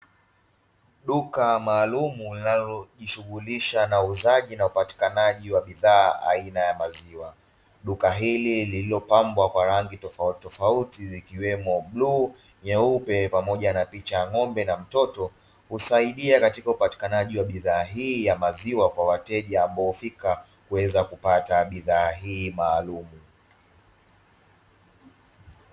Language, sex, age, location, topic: Swahili, male, 25-35, Dar es Salaam, finance